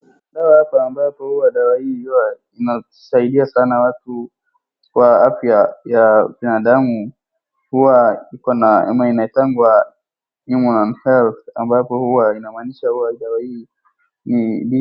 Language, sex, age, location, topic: Swahili, female, 36-49, Wajir, health